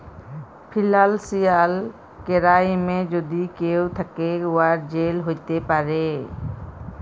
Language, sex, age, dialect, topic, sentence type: Bengali, female, 31-35, Jharkhandi, banking, statement